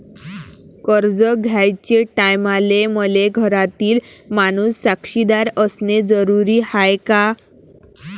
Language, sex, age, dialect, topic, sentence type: Marathi, female, 18-24, Varhadi, banking, question